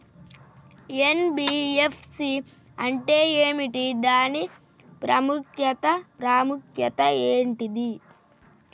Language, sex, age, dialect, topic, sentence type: Telugu, female, 31-35, Telangana, banking, question